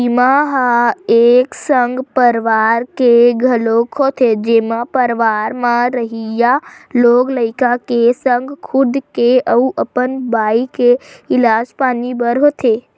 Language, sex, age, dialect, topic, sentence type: Chhattisgarhi, female, 25-30, Western/Budati/Khatahi, banking, statement